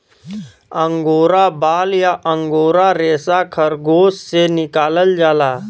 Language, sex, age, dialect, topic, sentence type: Bhojpuri, male, 31-35, Western, agriculture, statement